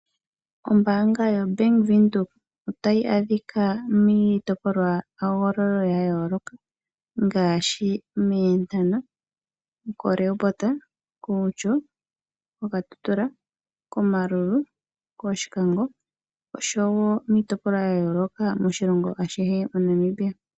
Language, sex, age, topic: Oshiwambo, female, 36-49, finance